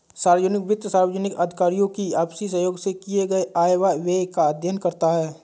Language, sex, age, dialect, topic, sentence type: Hindi, male, 25-30, Awadhi Bundeli, banking, statement